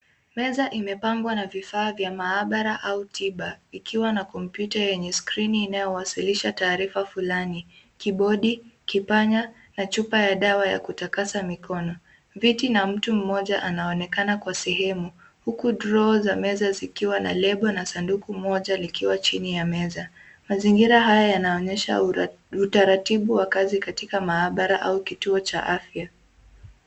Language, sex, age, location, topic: Swahili, female, 18-24, Nairobi, health